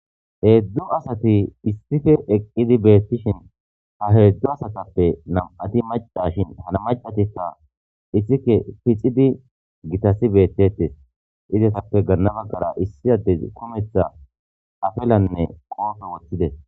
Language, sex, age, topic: Gamo, male, 18-24, government